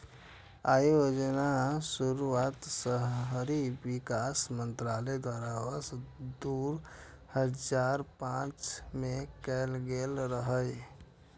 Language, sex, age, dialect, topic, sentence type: Maithili, male, 25-30, Eastern / Thethi, banking, statement